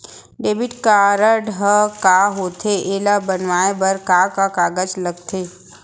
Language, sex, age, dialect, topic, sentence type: Chhattisgarhi, female, 25-30, Central, banking, question